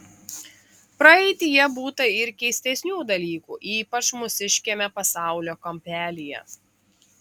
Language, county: Lithuanian, Klaipėda